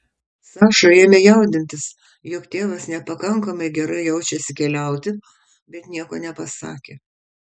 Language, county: Lithuanian, Kaunas